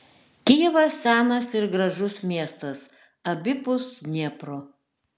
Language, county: Lithuanian, Šiauliai